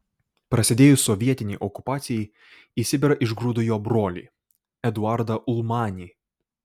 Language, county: Lithuanian, Vilnius